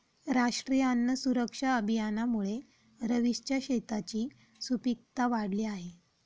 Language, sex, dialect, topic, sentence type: Marathi, female, Standard Marathi, agriculture, statement